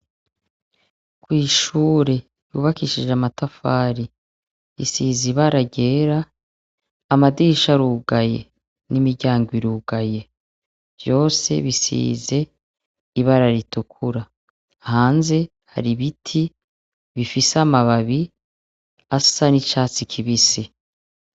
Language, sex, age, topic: Rundi, female, 36-49, education